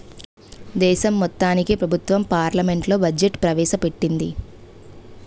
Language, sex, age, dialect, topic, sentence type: Telugu, female, 18-24, Utterandhra, banking, statement